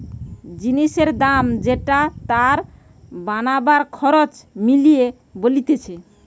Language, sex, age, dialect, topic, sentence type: Bengali, female, 18-24, Western, banking, statement